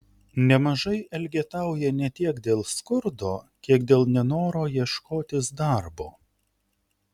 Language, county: Lithuanian, Utena